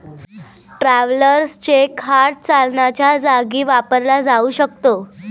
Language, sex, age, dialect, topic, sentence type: Marathi, female, 25-30, Varhadi, banking, statement